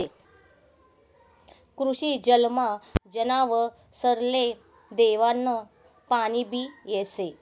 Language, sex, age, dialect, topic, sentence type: Marathi, female, 36-40, Northern Konkan, agriculture, statement